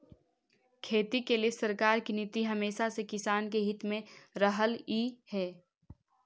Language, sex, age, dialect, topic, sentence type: Magahi, female, 18-24, Central/Standard, agriculture, statement